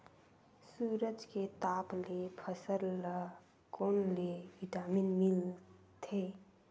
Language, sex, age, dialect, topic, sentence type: Chhattisgarhi, female, 18-24, Western/Budati/Khatahi, agriculture, question